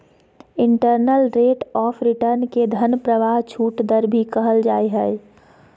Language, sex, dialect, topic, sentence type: Magahi, female, Southern, banking, statement